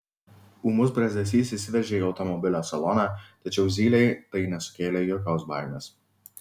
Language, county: Lithuanian, Vilnius